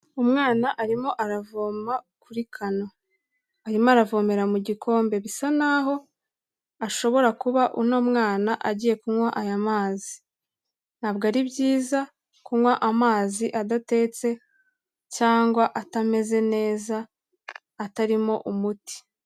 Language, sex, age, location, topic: Kinyarwanda, female, 18-24, Kigali, health